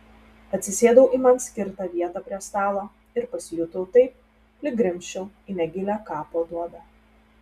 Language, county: Lithuanian, Telšiai